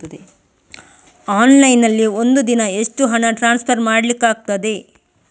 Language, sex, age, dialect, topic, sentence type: Kannada, female, 18-24, Coastal/Dakshin, banking, question